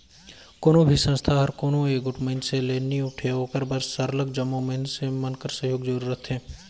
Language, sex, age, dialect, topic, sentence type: Chhattisgarhi, male, 25-30, Northern/Bhandar, banking, statement